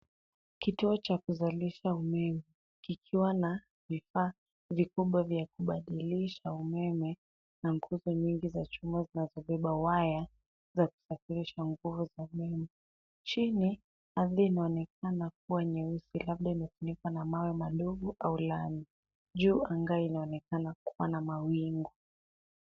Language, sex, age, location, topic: Swahili, female, 18-24, Nairobi, government